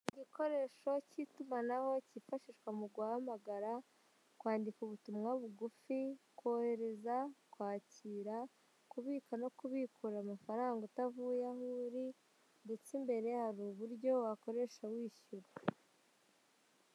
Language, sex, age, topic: Kinyarwanda, female, 18-24, finance